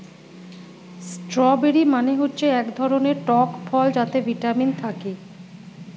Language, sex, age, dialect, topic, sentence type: Bengali, female, 41-45, Standard Colloquial, agriculture, statement